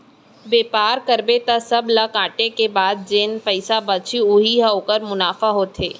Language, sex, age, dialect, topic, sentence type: Chhattisgarhi, female, 18-24, Central, banking, statement